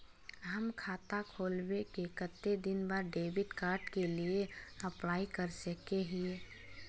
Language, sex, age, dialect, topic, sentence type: Magahi, female, 18-24, Northeastern/Surjapuri, banking, question